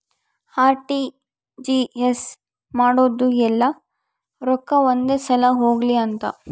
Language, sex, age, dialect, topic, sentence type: Kannada, female, 60-100, Central, banking, statement